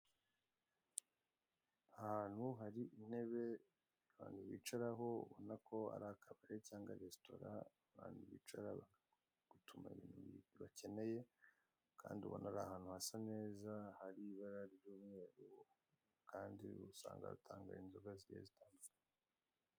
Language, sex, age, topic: Kinyarwanda, male, 25-35, finance